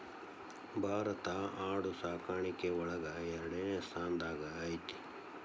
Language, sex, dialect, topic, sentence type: Kannada, male, Dharwad Kannada, agriculture, statement